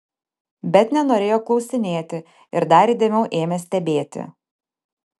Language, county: Lithuanian, Panevėžys